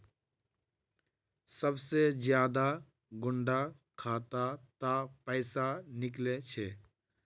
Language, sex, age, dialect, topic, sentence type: Magahi, male, 18-24, Northeastern/Surjapuri, banking, question